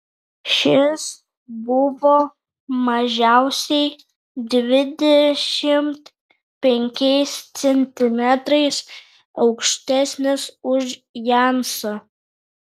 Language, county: Lithuanian, Kaunas